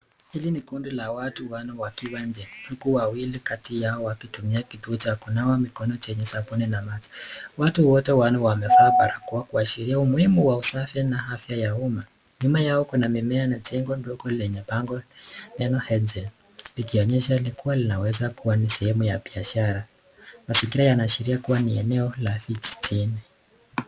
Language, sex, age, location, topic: Swahili, male, 18-24, Nakuru, health